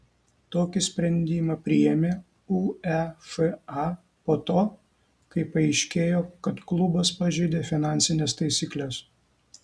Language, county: Lithuanian, Kaunas